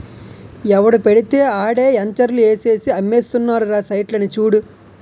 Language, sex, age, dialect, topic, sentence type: Telugu, male, 18-24, Utterandhra, banking, statement